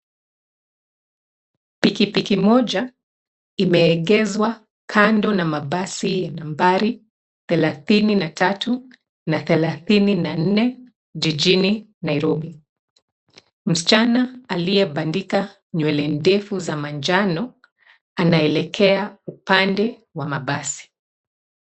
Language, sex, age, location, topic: Swahili, female, 36-49, Nairobi, government